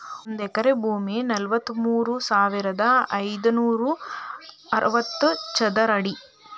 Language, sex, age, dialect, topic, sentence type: Kannada, female, 31-35, Dharwad Kannada, agriculture, statement